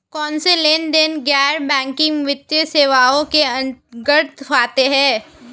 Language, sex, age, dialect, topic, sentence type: Hindi, female, 18-24, Marwari Dhudhari, banking, question